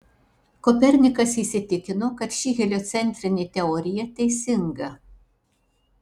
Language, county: Lithuanian, Alytus